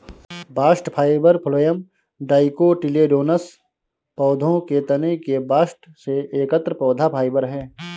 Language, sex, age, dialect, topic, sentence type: Hindi, male, 25-30, Awadhi Bundeli, agriculture, statement